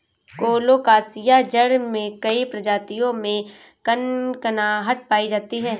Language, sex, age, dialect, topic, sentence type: Hindi, female, 18-24, Kanauji Braj Bhasha, agriculture, statement